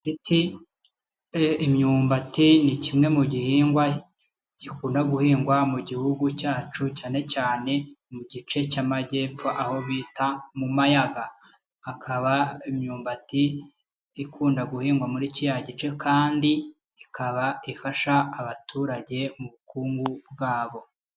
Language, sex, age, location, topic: Kinyarwanda, male, 25-35, Kigali, agriculture